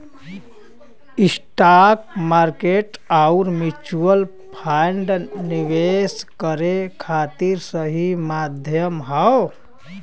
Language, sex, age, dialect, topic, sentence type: Bhojpuri, male, 25-30, Western, banking, statement